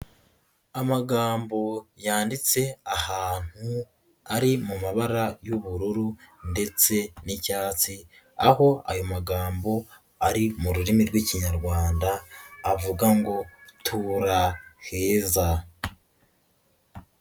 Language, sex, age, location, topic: Kinyarwanda, male, 18-24, Nyagatare, education